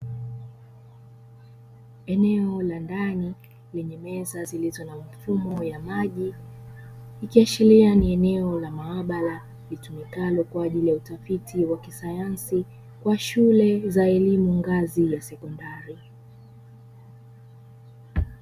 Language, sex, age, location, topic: Swahili, female, 25-35, Dar es Salaam, education